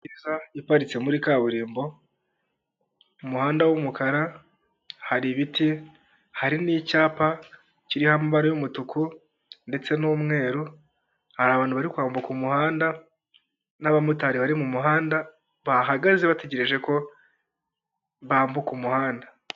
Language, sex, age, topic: Kinyarwanda, male, 18-24, government